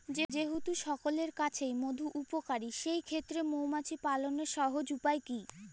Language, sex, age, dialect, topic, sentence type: Bengali, female, <18, Jharkhandi, agriculture, question